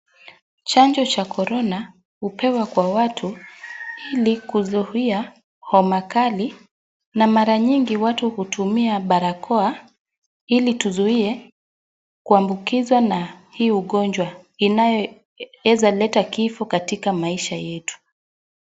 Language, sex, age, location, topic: Swahili, female, 25-35, Wajir, health